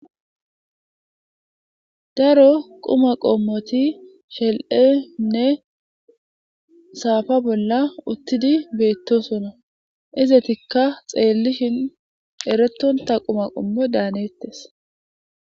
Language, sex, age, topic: Gamo, female, 25-35, government